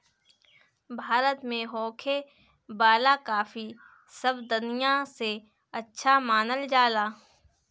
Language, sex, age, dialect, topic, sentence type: Bhojpuri, female, 18-24, Northern, agriculture, statement